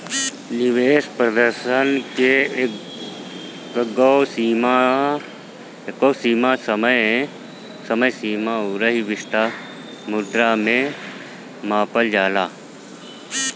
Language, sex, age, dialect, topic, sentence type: Bhojpuri, male, 31-35, Northern, banking, statement